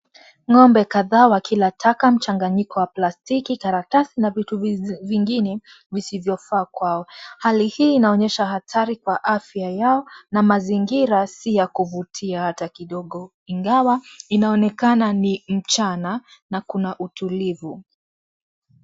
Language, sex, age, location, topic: Swahili, female, 18-24, Kisii, agriculture